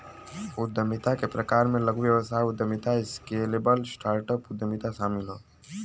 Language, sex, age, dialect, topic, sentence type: Bhojpuri, male, <18, Western, banking, statement